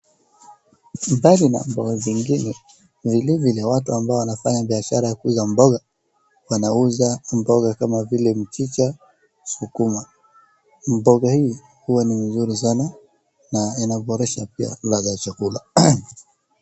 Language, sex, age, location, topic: Swahili, male, 25-35, Wajir, finance